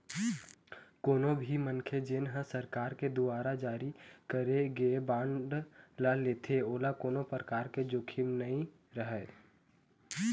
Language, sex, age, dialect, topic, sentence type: Chhattisgarhi, male, 18-24, Eastern, banking, statement